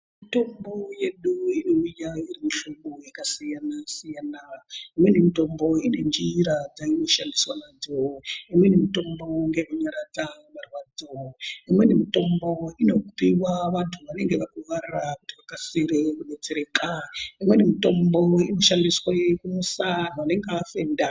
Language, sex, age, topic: Ndau, female, 36-49, health